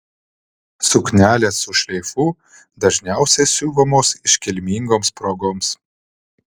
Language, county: Lithuanian, Vilnius